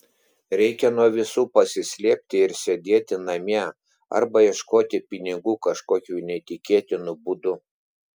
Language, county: Lithuanian, Klaipėda